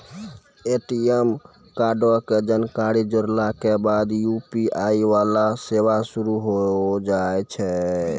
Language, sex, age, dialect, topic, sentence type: Maithili, male, 18-24, Angika, banking, statement